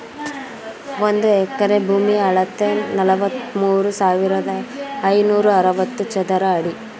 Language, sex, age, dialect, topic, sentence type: Kannada, female, 18-24, Mysore Kannada, agriculture, statement